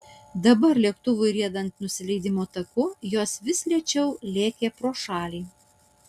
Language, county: Lithuanian, Utena